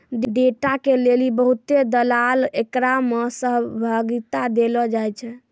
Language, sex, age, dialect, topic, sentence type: Maithili, female, 18-24, Angika, banking, statement